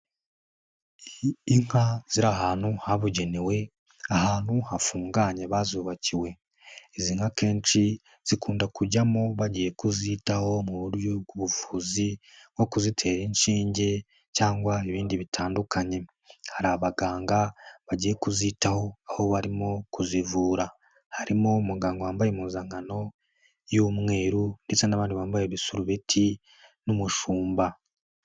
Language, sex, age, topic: Kinyarwanda, male, 18-24, agriculture